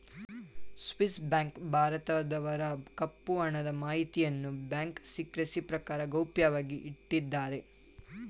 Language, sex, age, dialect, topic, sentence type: Kannada, male, 18-24, Mysore Kannada, banking, statement